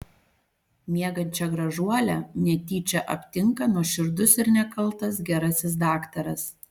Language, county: Lithuanian, Panevėžys